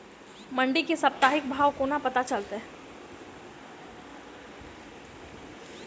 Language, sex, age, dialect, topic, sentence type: Maithili, female, 25-30, Southern/Standard, agriculture, question